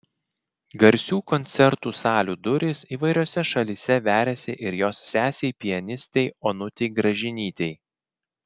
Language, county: Lithuanian, Klaipėda